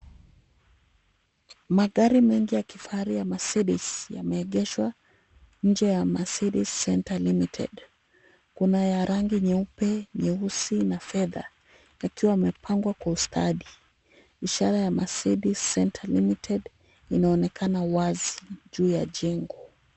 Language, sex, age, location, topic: Swahili, female, 36-49, Kisumu, finance